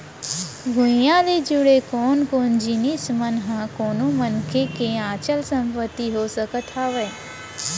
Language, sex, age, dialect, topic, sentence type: Chhattisgarhi, male, 60-100, Central, banking, statement